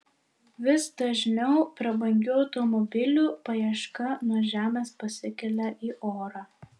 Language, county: Lithuanian, Vilnius